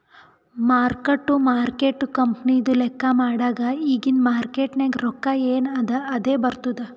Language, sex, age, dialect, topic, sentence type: Kannada, female, 18-24, Northeastern, banking, statement